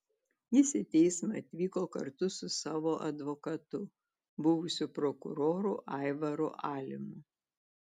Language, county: Lithuanian, Telšiai